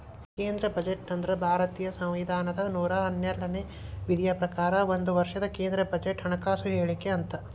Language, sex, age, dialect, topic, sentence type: Kannada, male, 31-35, Dharwad Kannada, banking, statement